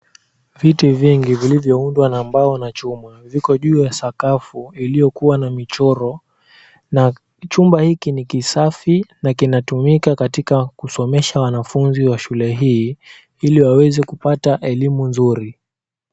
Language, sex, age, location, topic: Swahili, male, 18-24, Mombasa, education